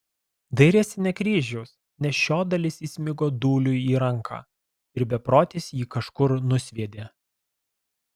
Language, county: Lithuanian, Alytus